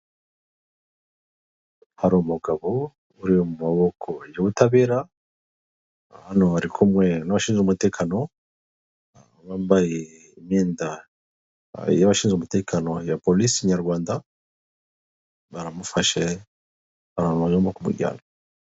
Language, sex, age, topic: Kinyarwanda, male, 36-49, government